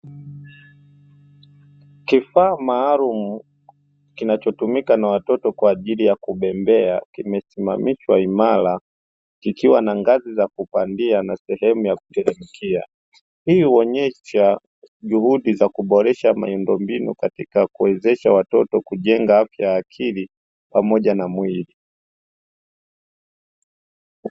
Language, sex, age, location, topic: Swahili, male, 25-35, Dar es Salaam, education